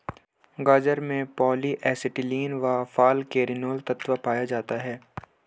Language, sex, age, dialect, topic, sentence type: Hindi, male, 18-24, Hindustani Malvi Khadi Boli, agriculture, statement